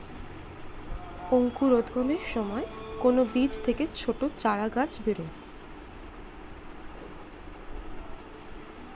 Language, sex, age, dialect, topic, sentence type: Bengali, female, 25-30, Standard Colloquial, agriculture, statement